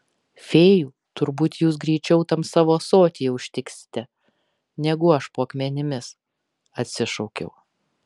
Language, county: Lithuanian, Kaunas